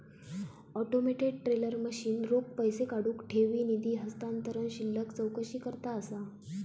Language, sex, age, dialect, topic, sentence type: Marathi, female, 18-24, Southern Konkan, banking, statement